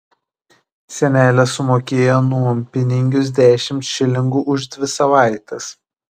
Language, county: Lithuanian, Šiauliai